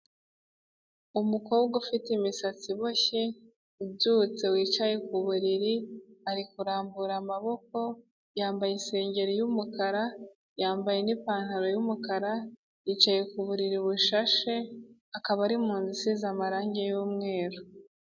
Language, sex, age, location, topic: Kinyarwanda, female, 18-24, Kigali, health